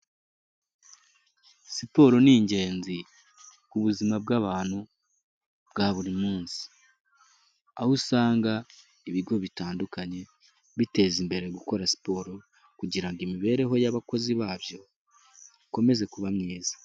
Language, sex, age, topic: Kinyarwanda, male, 18-24, health